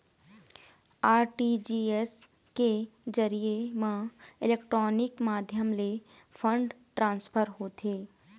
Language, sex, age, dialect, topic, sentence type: Chhattisgarhi, female, 18-24, Eastern, banking, statement